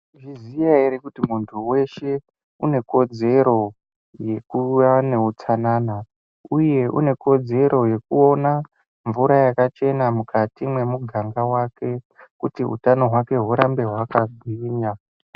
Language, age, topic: Ndau, 18-24, health